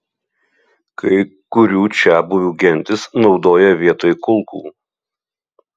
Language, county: Lithuanian, Utena